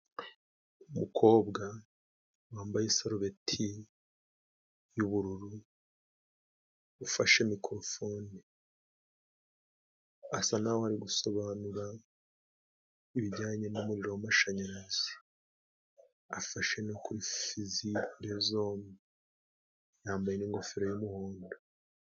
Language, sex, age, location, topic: Kinyarwanda, male, 25-35, Musanze, education